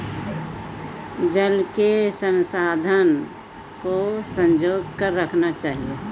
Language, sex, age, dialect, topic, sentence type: Hindi, female, 18-24, Hindustani Malvi Khadi Boli, agriculture, statement